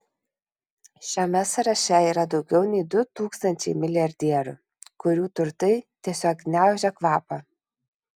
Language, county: Lithuanian, Kaunas